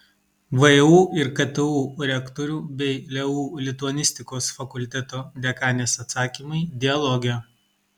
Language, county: Lithuanian, Kaunas